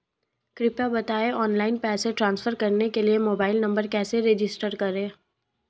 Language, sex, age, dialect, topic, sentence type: Hindi, female, 18-24, Marwari Dhudhari, banking, question